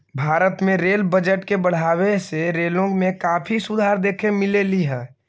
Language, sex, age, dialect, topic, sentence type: Magahi, male, 25-30, Central/Standard, banking, statement